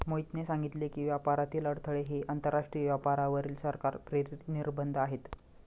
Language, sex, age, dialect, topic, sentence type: Marathi, male, 25-30, Standard Marathi, banking, statement